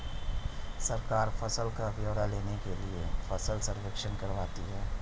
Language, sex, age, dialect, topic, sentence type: Hindi, male, 31-35, Hindustani Malvi Khadi Boli, agriculture, statement